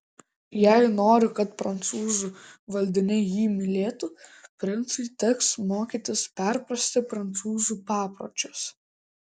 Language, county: Lithuanian, Klaipėda